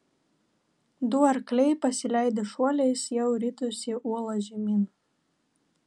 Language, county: Lithuanian, Vilnius